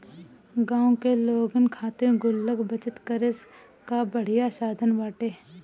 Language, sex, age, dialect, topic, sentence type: Bhojpuri, female, 18-24, Northern, banking, statement